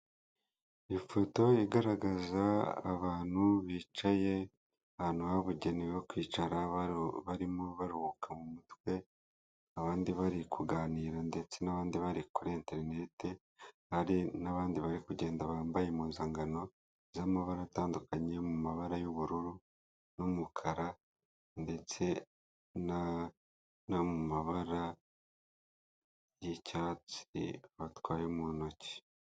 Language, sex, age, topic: Kinyarwanda, male, 25-35, government